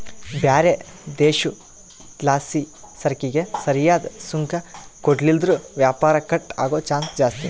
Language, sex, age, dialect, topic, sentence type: Kannada, male, 31-35, Central, banking, statement